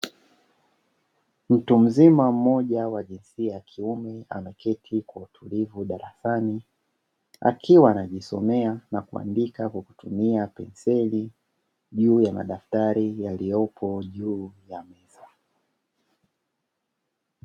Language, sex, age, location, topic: Swahili, male, 25-35, Dar es Salaam, education